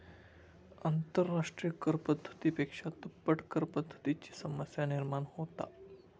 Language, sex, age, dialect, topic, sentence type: Marathi, male, 25-30, Southern Konkan, banking, statement